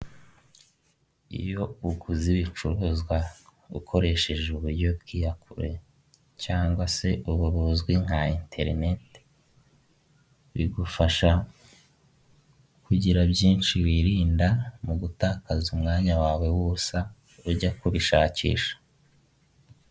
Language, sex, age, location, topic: Kinyarwanda, male, 18-24, Huye, finance